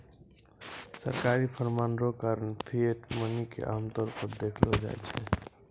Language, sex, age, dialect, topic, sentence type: Maithili, male, 18-24, Angika, banking, statement